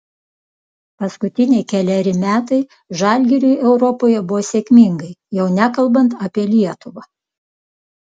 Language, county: Lithuanian, Klaipėda